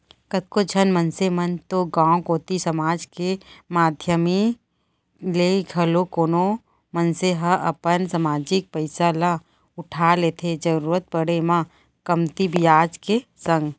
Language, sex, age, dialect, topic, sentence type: Chhattisgarhi, female, 25-30, Central, banking, statement